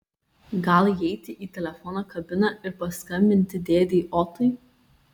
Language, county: Lithuanian, Kaunas